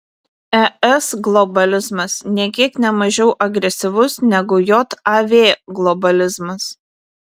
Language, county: Lithuanian, Vilnius